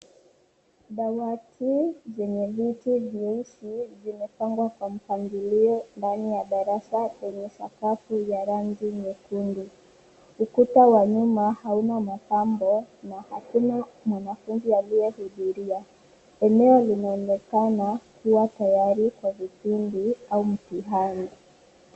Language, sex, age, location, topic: Swahili, female, 25-35, Nairobi, education